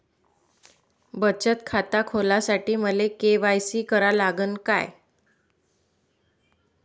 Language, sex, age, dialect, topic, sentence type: Marathi, female, 25-30, Varhadi, banking, question